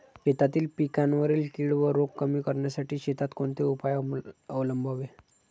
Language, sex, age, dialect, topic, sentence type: Marathi, male, 60-100, Standard Marathi, agriculture, question